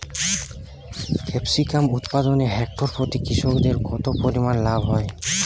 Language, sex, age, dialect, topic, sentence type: Bengali, male, 18-24, Jharkhandi, agriculture, question